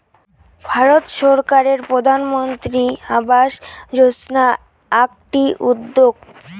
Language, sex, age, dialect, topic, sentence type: Bengali, female, <18, Rajbangshi, banking, statement